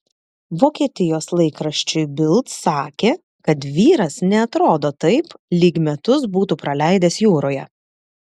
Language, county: Lithuanian, Klaipėda